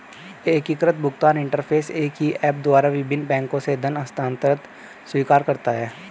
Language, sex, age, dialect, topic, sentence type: Hindi, male, 18-24, Hindustani Malvi Khadi Boli, banking, statement